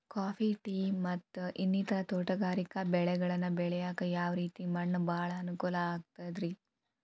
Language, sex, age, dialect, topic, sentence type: Kannada, female, 18-24, Dharwad Kannada, agriculture, question